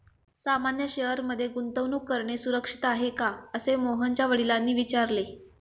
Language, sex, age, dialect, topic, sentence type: Marathi, female, 25-30, Standard Marathi, banking, statement